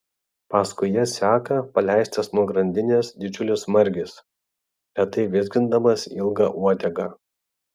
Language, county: Lithuanian, Vilnius